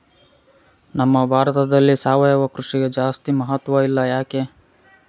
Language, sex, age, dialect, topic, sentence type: Kannada, male, 41-45, Central, agriculture, question